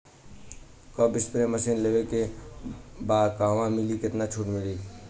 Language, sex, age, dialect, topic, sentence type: Bhojpuri, male, 18-24, Southern / Standard, agriculture, question